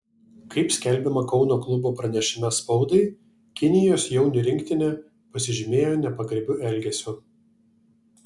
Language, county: Lithuanian, Vilnius